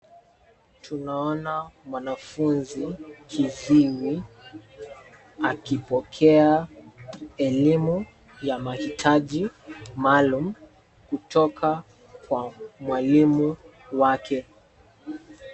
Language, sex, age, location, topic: Swahili, male, 25-35, Nairobi, education